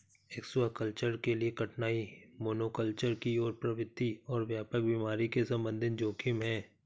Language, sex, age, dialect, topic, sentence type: Hindi, male, 36-40, Awadhi Bundeli, agriculture, statement